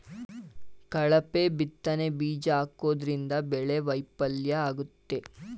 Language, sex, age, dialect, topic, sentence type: Kannada, male, 18-24, Mysore Kannada, agriculture, statement